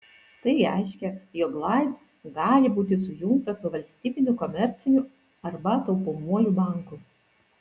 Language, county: Lithuanian, Vilnius